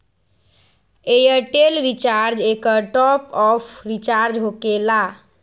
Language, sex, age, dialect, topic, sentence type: Magahi, female, 41-45, Western, banking, question